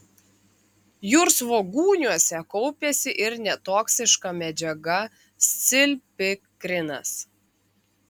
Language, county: Lithuanian, Klaipėda